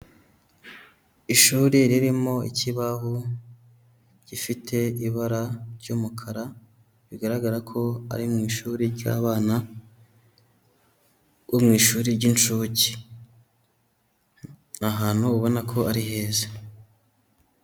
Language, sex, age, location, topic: Kinyarwanda, male, 18-24, Huye, education